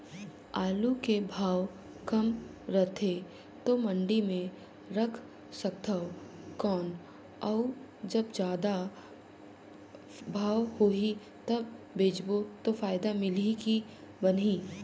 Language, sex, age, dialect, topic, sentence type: Chhattisgarhi, female, 31-35, Northern/Bhandar, agriculture, question